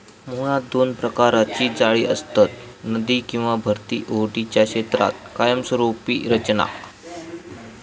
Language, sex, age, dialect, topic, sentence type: Marathi, male, 25-30, Southern Konkan, agriculture, statement